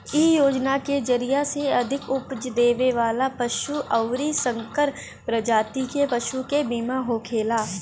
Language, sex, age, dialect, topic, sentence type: Bhojpuri, female, 18-24, Northern, agriculture, statement